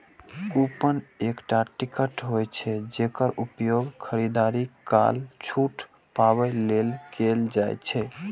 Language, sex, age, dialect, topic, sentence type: Maithili, male, 18-24, Eastern / Thethi, banking, statement